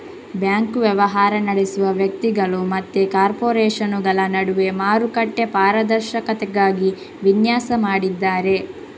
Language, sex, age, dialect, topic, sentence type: Kannada, female, 18-24, Coastal/Dakshin, banking, statement